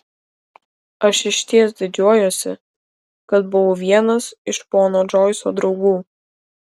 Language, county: Lithuanian, Kaunas